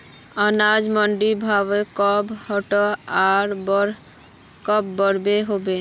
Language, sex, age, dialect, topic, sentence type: Magahi, female, 41-45, Northeastern/Surjapuri, agriculture, question